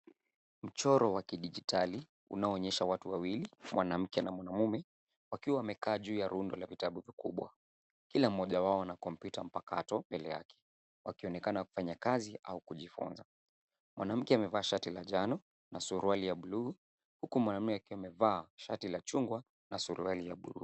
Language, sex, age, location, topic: Swahili, male, 18-24, Nairobi, education